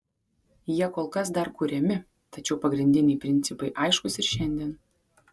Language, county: Lithuanian, Kaunas